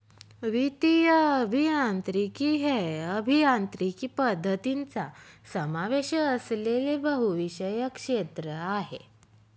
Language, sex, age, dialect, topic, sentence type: Marathi, female, 25-30, Northern Konkan, banking, statement